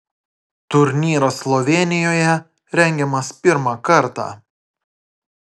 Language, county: Lithuanian, Klaipėda